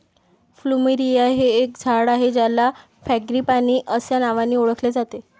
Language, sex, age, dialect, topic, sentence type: Marathi, female, 25-30, Varhadi, agriculture, statement